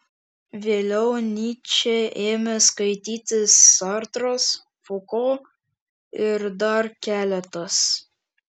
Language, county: Lithuanian, Šiauliai